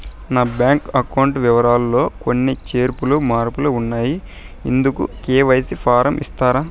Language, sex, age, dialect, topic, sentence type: Telugu, male, 18-24, Southern, banking, question